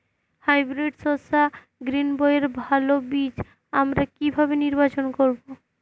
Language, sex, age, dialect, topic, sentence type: Bengali, female, 18-24, Jharkhandi, agriculture, question